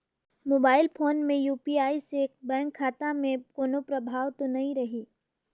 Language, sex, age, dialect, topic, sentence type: Chhattisgarhi, female, 18-24, Northern/Bhandar, banking, question